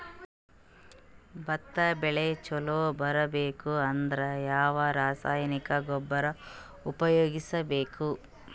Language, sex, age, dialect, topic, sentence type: Kannada, female, 36-40, Northeastern, agriculture, question